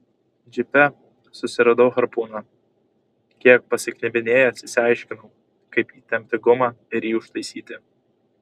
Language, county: Lithuanian, Kaunas